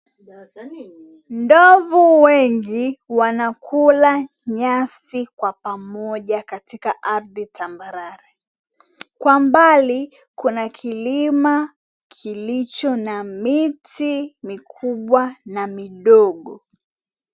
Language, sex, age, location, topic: Swahili, female, 18-24, Mombasa, agriculture